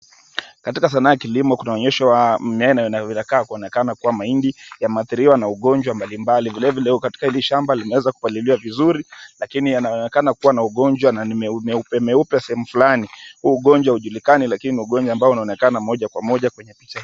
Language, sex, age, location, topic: Swahili, male, 25-35, Kisumu, agriculture